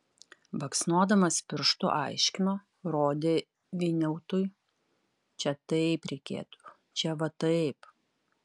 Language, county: Lithuanian, Utena